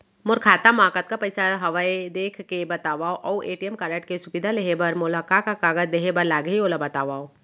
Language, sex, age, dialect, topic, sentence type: Chhattisgarhi, female, 25-30, Central, banking, question